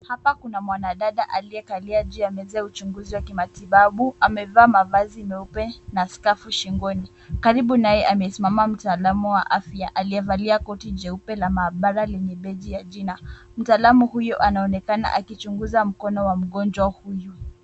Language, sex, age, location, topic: Swahili, female, 18-24, Kisumu, health